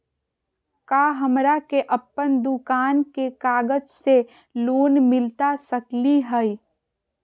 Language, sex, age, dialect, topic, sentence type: Magahi, female, 41-45, Southern, banking, question